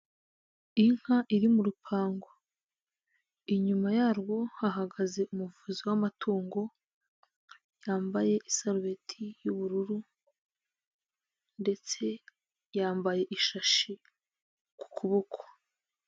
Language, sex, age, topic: Kinyarwanda, female, 18-24, agriculture